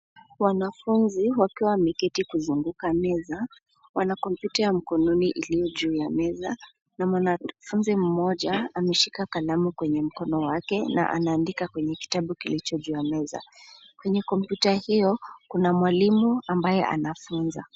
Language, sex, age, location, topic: Swahili, female, 18-24, Nairobi, education